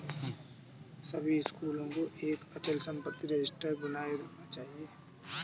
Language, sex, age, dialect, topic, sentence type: Hindi, male, 25-30, Kanauji Braj Bhasha, banking, statement